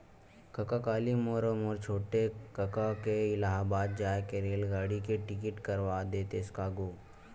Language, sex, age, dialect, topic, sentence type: Chhattisgarhi, male, 18-24, Western/Budati/Khatahi, banking, statement